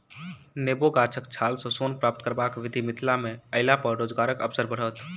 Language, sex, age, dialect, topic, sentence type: Maithili, male, 18-24, Southern/Standard, agriculture, statement